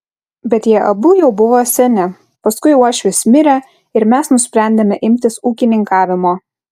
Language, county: Lithuanian, Kaunas